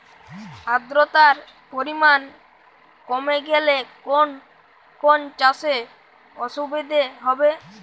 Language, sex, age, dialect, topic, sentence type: Bengali, male, 18-24, Jharkhandi, agriculture, question